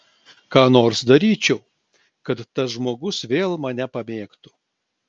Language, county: Lithuanian, Klaipėda